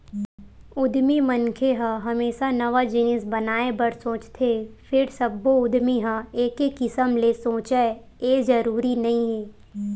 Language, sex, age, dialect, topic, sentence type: Chhattisgarhi, female, 18-24, Western/Budati/Khatahi, banking, statement